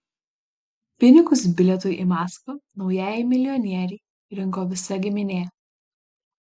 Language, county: Lithuanian, Panevėžys